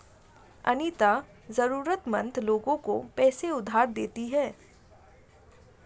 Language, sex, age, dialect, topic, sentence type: Hindi, female, 25-30, Hindustani Malvi Khadi Boli, banking, statement